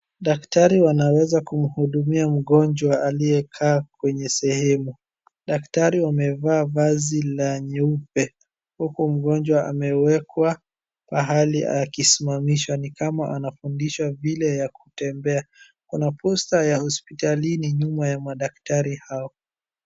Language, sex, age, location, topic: Swahili, female, 36-49, Wajir, health